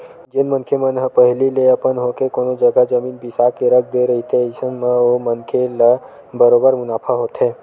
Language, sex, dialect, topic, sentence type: Chhattisgarhi, male, Western/Budati/Khatahi, banking, statement